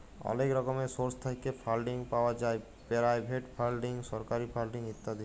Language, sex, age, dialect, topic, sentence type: Bengali, male, 18-24, Jharkhandi, banking, statement